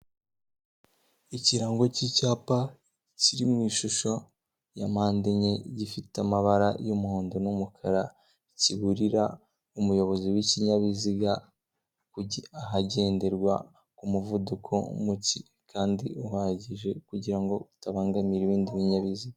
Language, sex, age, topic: Kinyarwanda, female, 18-24, government